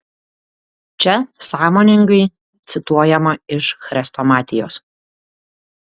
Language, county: Lithuanian, Klaipėda